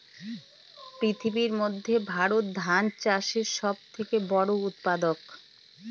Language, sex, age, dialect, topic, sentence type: Bengali, female, 46-50, Northern/Varendri, agriculture, statement